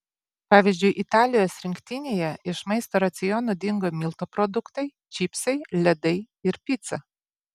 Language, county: Lithuanian, Vilnius